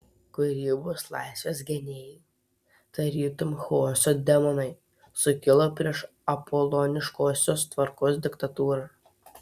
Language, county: Lithuanian, Telšiai